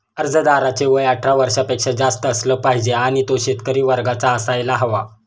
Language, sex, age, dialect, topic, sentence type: Marathi, male, 25-30, Northern Konkan, agriculture, statement